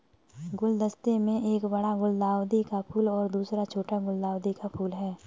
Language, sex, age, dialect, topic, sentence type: Hindi, female, 18-24, Kanauji Braj Bhasha, agriculture, statement